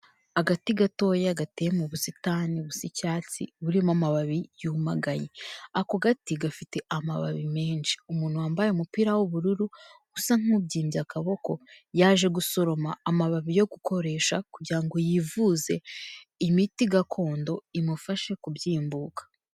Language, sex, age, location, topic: Kinyarwanda, female, 25-35, Kigali, health